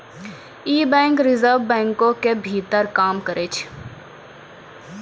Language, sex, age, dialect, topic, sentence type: Maithili, female, 25-30, Angika, banking, statement